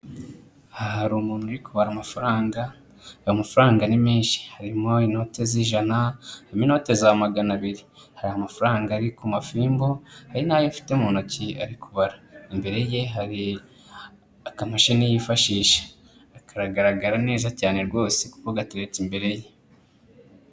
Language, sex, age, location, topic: Kinyarwanda, male, 25-35, Kigali, finance